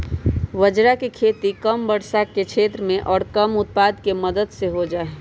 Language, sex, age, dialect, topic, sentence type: Magahi, male, 18-24, Western, agriculture, statement